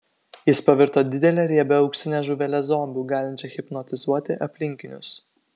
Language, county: Lithuanian, Kaunas